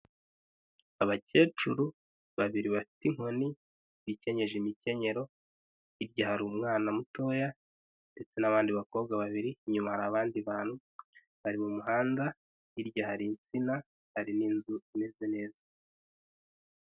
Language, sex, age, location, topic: Kinyarwanda, male, 18-24, Huye, health